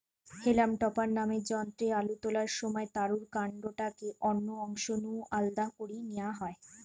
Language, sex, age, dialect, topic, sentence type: Bengali, female, 25-30, Western, agriculture, statement